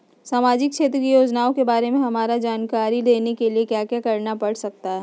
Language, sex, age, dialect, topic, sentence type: Magahi, female, 51-55, Southern, banking, question